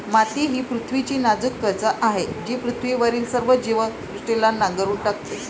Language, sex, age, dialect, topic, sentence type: Marathi, female, 56-60, Varhadi, agriculture, statement